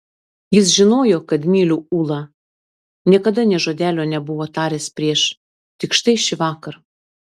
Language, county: Lithuanian, Klaipėda